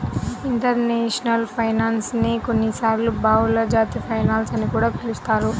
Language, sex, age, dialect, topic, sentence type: Telugu, female, 18-24, Central/Coastal, banking, statement